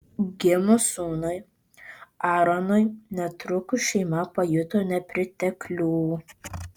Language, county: Lithuanian, Vilnius